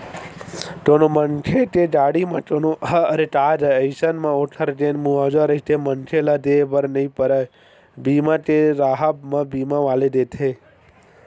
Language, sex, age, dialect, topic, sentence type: Chhattisgarhi, male, 18-24, Western/Budati/Khatahi, banking, statement